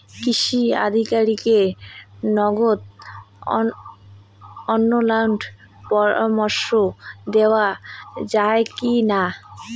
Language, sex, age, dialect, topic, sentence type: Bengali, female, 18-24, Rajbangshi, agriculture, question